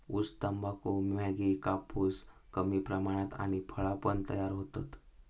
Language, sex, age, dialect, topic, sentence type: Marathi, male, 18-24, Southern Konkan, agriculture, statement